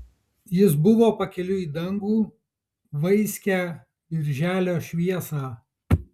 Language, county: Lithuanian, Kaunas